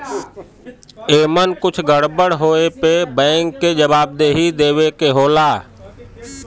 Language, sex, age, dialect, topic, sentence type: Bhojpuri, male, 36-40, Western, banking, statement